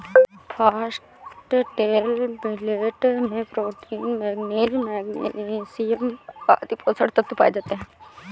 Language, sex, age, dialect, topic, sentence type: Hindi, female, 18-24, Awadhi Bundeli, agriculture, statement